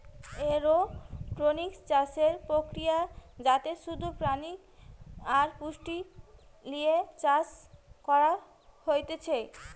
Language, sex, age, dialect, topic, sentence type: Bengali, female, 18-24, Western, agriculture, statement